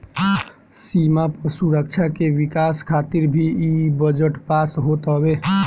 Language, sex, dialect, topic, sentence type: Bhojpuri, male, Northern, banking, statement